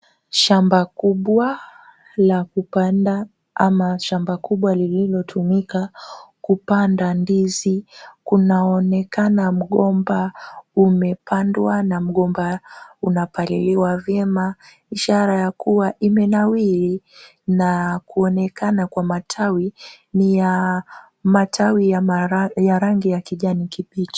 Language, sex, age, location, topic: Swahili, female, 18-24, Kisumu, agriculture